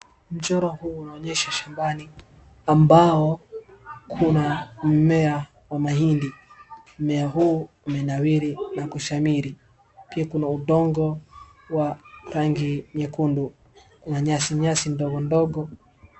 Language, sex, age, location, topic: Swahili, male, 18-24, Wajir, agriculture